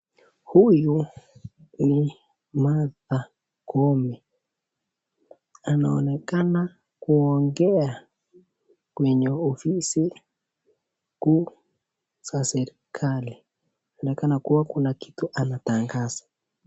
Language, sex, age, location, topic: Swahili, male, 18-24, Nakuru, government